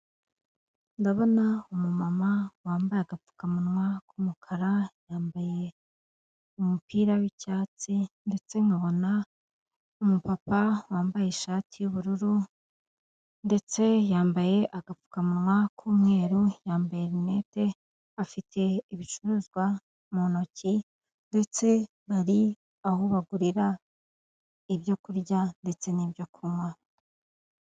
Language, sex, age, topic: Kinyarwanda, female, 25-35, finance